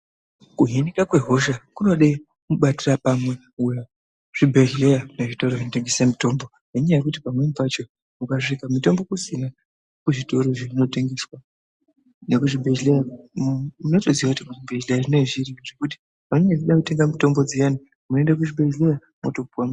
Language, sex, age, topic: Ndau, female, 18-24, health